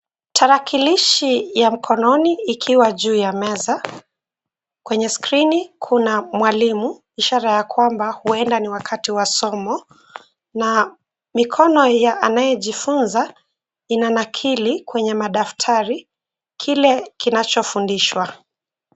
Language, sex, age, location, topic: Swahili, female, 18-24, Nairobi, education